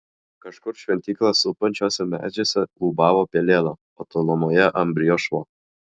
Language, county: Lithuanian, Klaipėda